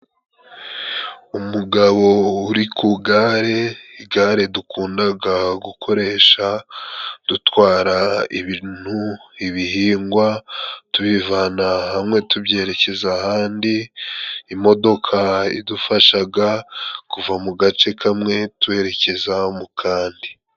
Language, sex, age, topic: Kinyarwanda, male, 25-35, government